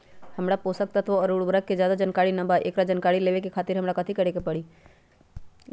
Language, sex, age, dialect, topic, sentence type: Magahi, female, 18-24, Western, agriculture, question